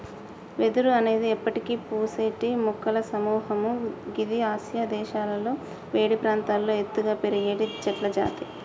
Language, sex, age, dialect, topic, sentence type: Telugu, female, 25-30, Telangana, agriculture, statement